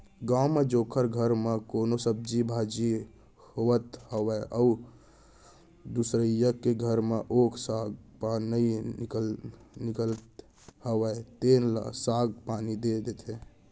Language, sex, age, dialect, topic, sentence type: Chhattisgarhi, male, 60-100, Central, banking, statement